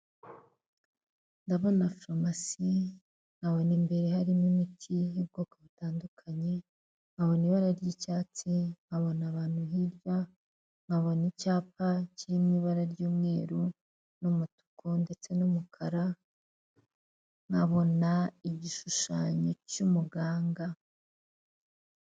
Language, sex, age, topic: Kinyarwanda, female, 25-35, government